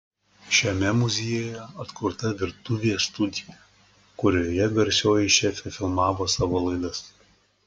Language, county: Lithuanian, Klaipėda